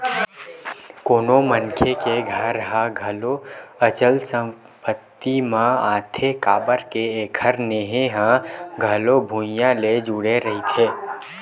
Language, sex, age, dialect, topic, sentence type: Chhattisgarhi, male, 18-24, Western/Budati/Khatahi, banking, statement